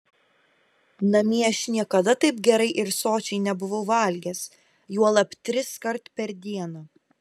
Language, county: Lithuanian, Kaunas